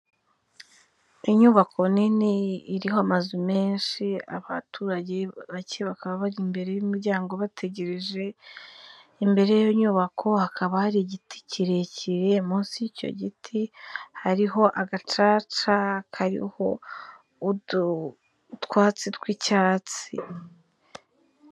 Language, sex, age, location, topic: Kinyarwanda, female, 25-35, Kigali, health